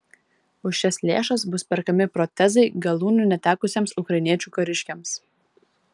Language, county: Lithuanian, Vilnius